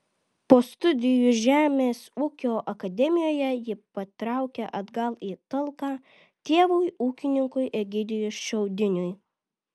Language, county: Lithuanian, Vilnius